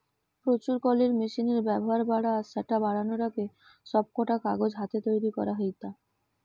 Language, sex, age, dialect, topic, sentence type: Bengali, female, 18-24, Western, agriculture, statement